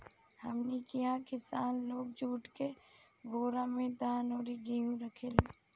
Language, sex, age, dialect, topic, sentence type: Bhojpuri, female, 25-30, Southern / Standard, agriculture, statement